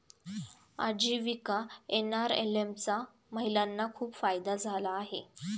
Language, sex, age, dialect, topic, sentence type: Marathi, female, 18-24, Standard Marathi, banking, statement